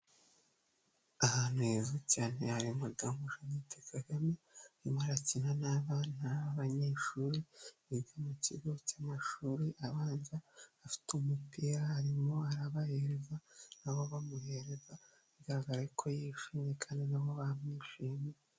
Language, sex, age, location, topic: Kinyarwanda, male, 25-35, Nyagatare, education